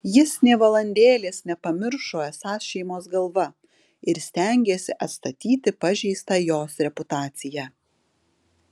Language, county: Lithuanian, Alytus